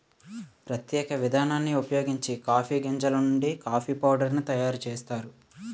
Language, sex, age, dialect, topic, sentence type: Telugu, male, 18-24, Utterandhra, agriculture, statement